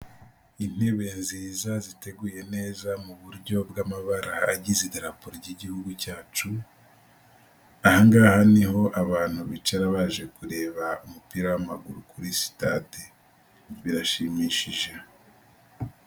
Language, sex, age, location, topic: Kinyarwanda, male, 18-24, Nyagatare, government